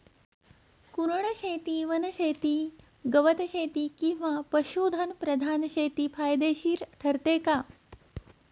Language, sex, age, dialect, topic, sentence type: Marathi, female, 36-40, Standard Marathi, agriculture, question